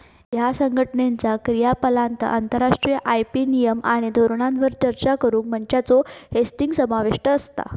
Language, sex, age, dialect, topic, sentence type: Marathi, female, 18-24, Southern Konkan, banking, statement